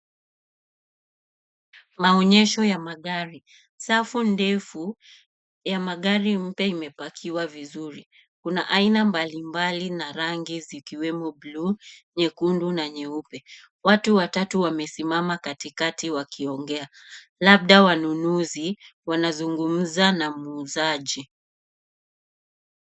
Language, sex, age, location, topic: Swahili, female, 25-35, Nairobi, finance